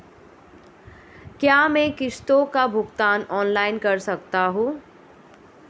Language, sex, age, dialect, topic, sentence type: Hindi, female, 25-30, Marwari Dhudhari, banking, question